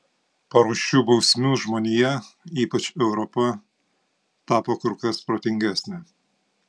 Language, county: Lithuanian, Panevėžys